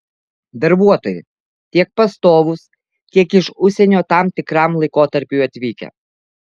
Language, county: Lithuanian, Alytus